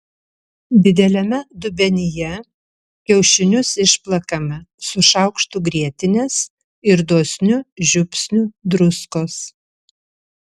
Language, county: Lithuanian, Vilnius